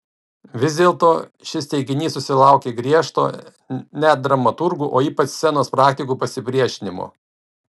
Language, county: Lithuanian, Kaunas